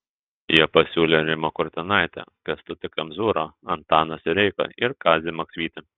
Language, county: Lithuanian, Telšiai